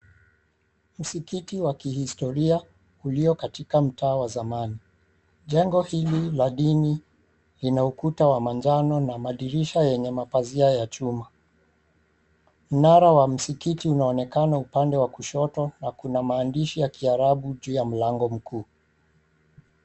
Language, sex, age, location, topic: Swahili, male, 36-49, Mombasa, government